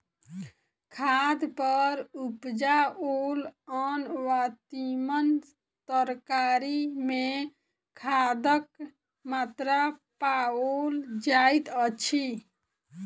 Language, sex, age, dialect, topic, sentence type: Maithili, female, 25-30, Southern/Standard, agriculture, statement